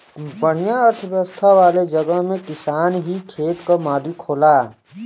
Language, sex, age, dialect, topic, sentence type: Bhojpuri, male, 18-24, Western, agriculture, statement